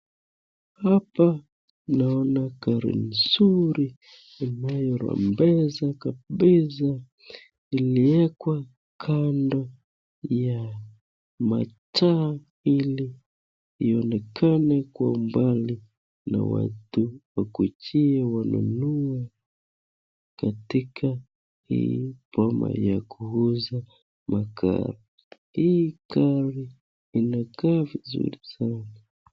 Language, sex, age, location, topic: Swahili, male, 25-35, Nakuru, finance